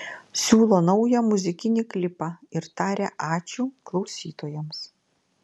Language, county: Lithuanian, Klaipėda